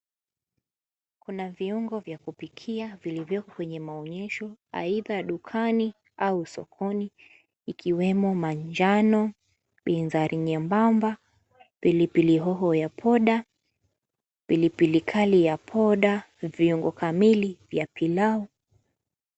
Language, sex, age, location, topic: Swahili, female, 18-24, Mombasa, agriculture